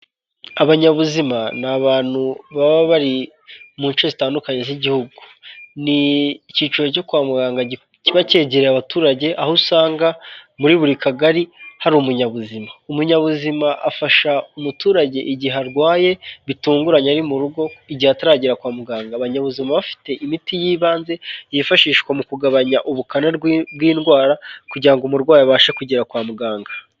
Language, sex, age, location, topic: Kinyarwanda, male, 18-24, Kigali, health